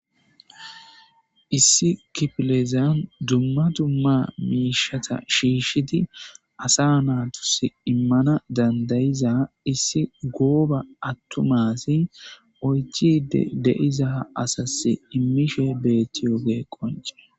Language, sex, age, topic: Gamo, male, 18-24, government